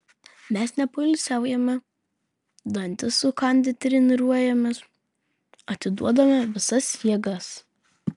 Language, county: Lithuanian, Vilnius